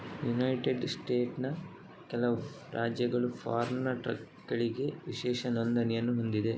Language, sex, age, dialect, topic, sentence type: Kannada, male, 18-24, Coastal/Dakshin, agriculture, statement